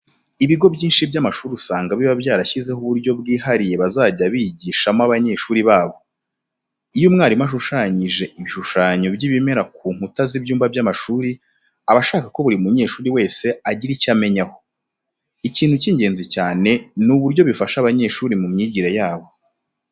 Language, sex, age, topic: Kinyarwanda, male, 25-35, education